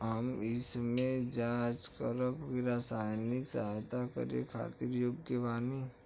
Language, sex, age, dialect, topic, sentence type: Bhojpuri, male, 25-30, Western, banking, question